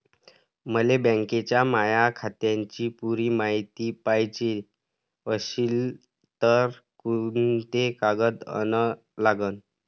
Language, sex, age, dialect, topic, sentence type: Marathi, male, 18-24, Varhadi, banking, question